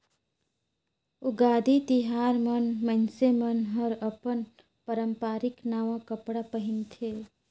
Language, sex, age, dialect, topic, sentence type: Chhattisgarhi, female, 36-40, Northern/Bhandar, agriculture, statement